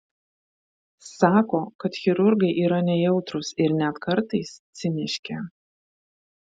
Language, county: Lithuanian, Vilnius